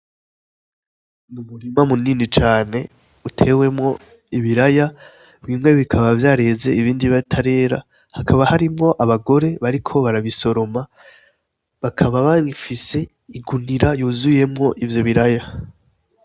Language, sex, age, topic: Rundi, male, 18-24, agriculture